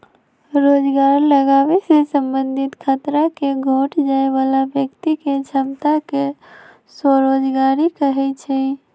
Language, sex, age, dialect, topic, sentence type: Magahi, female, 18-24, Western, banking, statement